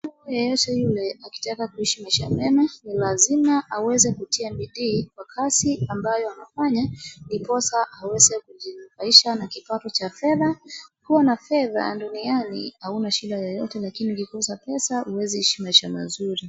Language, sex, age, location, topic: Swahili, female, 25-35, Wajir, finance